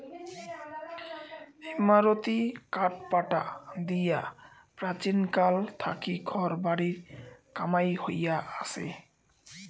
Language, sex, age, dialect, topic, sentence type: Bengali, male, 25-30, Rajbangshi, agriculture, statement